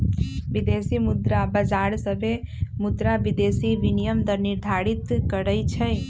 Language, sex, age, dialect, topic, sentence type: Magahi, female, 25-30, Western, banking, statement